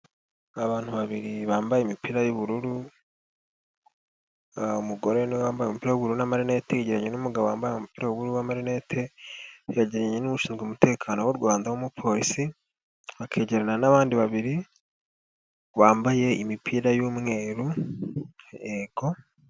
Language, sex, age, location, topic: Kinyarwanda, male, 18-24, Nyagatare, finance